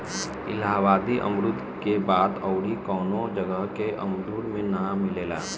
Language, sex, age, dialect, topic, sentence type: Bhojpuri, male, 18-24, Northern, agriculture, statement